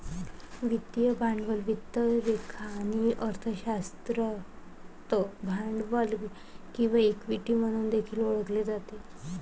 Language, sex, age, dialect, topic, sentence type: Marathi, male, 18-24, Varhadi, banking, statement